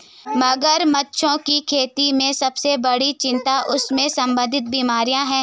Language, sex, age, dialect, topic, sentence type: Hindi, female, 56-60, Garhwali, agriculture, statement